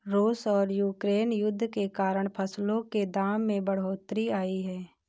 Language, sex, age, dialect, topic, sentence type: Hindi, female, 18-24, Awadhi Bundeli, agriculture, statement